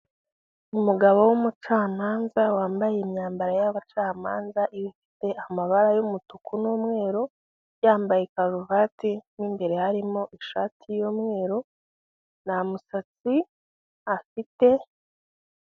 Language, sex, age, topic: Kinyarwanda, female, 18-24, government